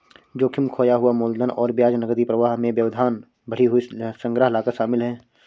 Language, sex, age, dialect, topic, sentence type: Hindi, male, 25-30, Awadhi Bundeli, banking, statement